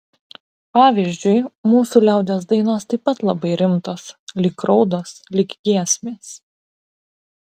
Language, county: Lithuanian, Vilnius